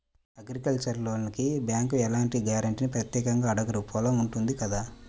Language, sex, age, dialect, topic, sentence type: Telugu, male, 25-30, Central/Coastal, banking, statement